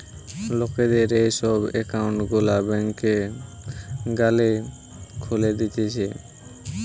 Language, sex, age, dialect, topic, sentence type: Bengali, male, 18-24, Western, banking, statement